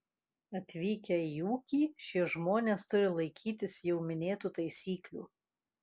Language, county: Lithuanian, Kaunas